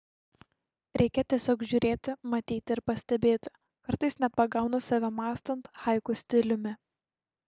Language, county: Lithuanian, Šiauliai